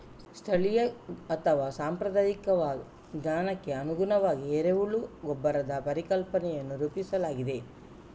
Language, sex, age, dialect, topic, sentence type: Kannada, female, 41-45, Coastal/Dakshin, agriculture, statement